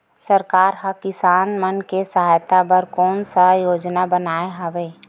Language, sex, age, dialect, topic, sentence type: Chhattisgarhi, female, 18-24, Western/Budati/Khatahi, agriculture, question